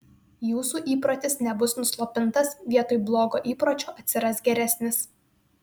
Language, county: Lithuanian, Vilnius